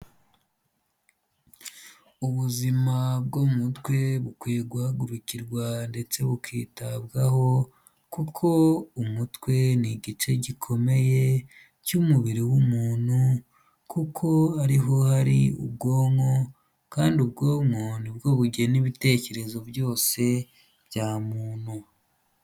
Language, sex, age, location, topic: Kinyarwanda, male, 25-35, Huye, health